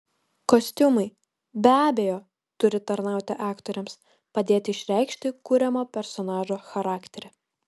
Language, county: Lithuanian, Kaunas